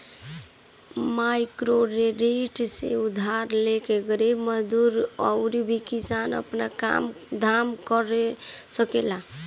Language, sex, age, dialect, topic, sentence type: Bhojpuri, female, 18-24, Northern, banking, statement